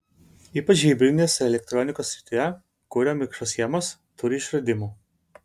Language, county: Lithuanian, Vilnius